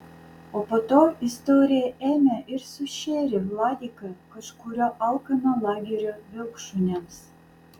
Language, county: Lithuanian, Vilnius